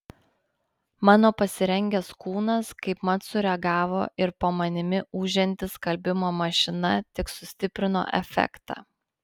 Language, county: Lithuanian, Panevėžys